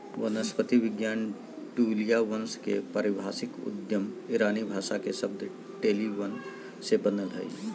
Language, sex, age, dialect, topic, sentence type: Magahi, male, 36-40, Southern, agriculture, statement